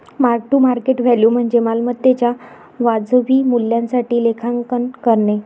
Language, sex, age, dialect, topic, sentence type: Marathi, female, 25-30, Varhadi, banking, statement